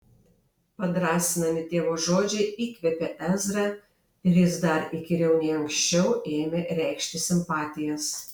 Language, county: Lithuanian, Alytus